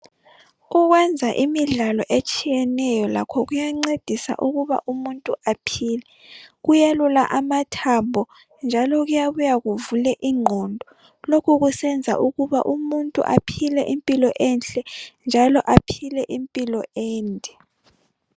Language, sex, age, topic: North Ndebele, female, 25-35, health